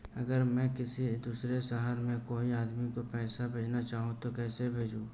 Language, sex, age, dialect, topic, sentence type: Hindi, male, 18-24, Marwari Dhudhari, banking, question